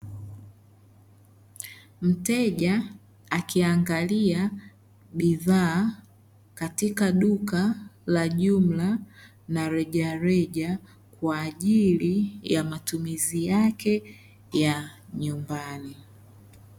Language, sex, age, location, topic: Swahili, male, 25-35, Dar es Salaam, finance